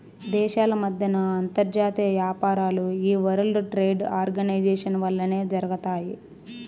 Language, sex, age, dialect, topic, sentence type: Telugu, female, 18-24, Southern, banking, statement